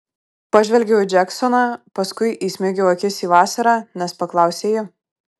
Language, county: Lithuanian, Kaunas